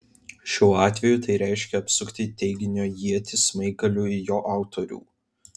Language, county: Lithuanian, Vilnius